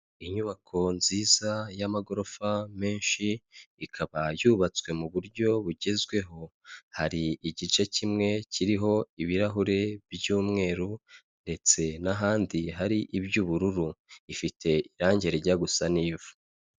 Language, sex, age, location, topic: Kinyarwanda, male, 25-35, Kigali, health